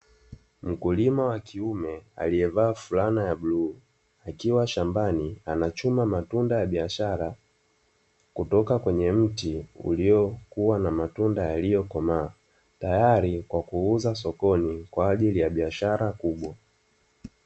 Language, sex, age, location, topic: Swahili, male, 25-35, Dar es Salaam, agriculture